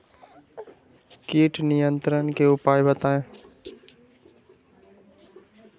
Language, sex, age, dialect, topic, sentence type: Magahi, male, 25-30, Western, agriculture, question